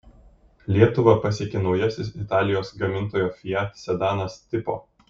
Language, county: Lithuanian, Kaunas